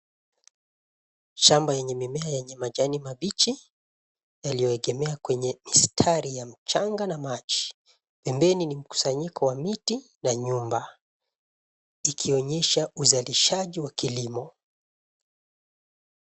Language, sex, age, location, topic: Swahili, male, 25-35, Nairobi, agriculture